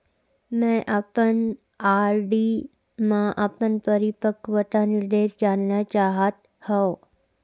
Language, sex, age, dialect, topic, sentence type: Chhattisgarhi, female, 56-60, Central, banking, statement